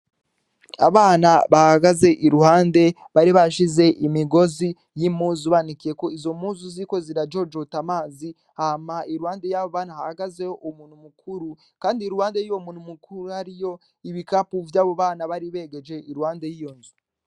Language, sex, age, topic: Rundi, male, 18-24, education